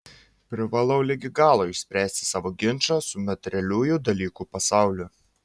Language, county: Lithuanian, Šiauliai